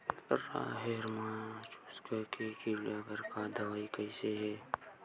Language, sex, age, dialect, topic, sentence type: Chhattisgarhi, male, 18-24, Western/Budati/Khatahi, agriculture, question